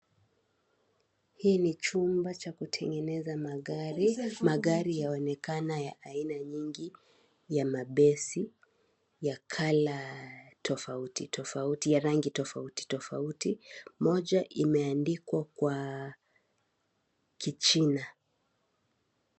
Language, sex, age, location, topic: Swahili, female, 18-24, Kisii, finance